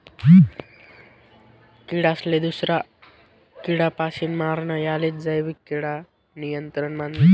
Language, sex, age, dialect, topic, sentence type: Marathi, male, 18-24, Northern Konkan, agriculture, statement